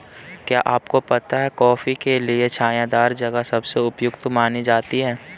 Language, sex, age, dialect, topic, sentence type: Hindi, male, 31-35, Kanauji Braj Bhasha, agriculture, statement